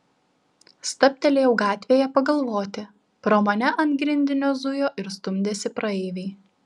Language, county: Lithuanian, Šiauliai